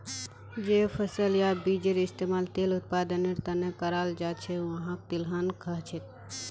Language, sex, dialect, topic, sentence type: Magahi, female, Northeastern/Surjapuri, agriculture, statement